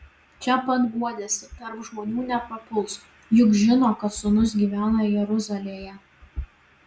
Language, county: Lithuanian, Vilnius